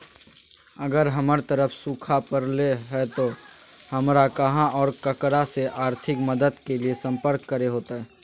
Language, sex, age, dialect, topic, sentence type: Magahi, male, 31-35, Southern, agriculture, question